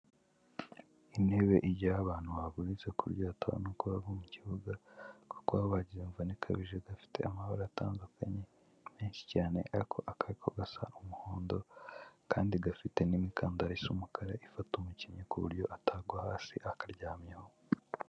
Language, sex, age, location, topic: Kinyarwanda, male, 18-24, Kigali, health